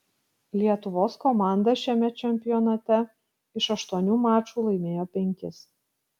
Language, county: Lithuanian, Kaunas